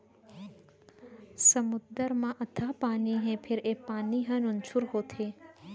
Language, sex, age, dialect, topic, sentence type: Chhattisgarhi, female, 18-24, Central, agriculture, statement